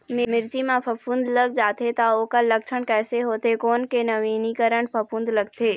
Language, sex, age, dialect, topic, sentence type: Chhattisgarhi, female, 25-30, Eastern, agriculture, question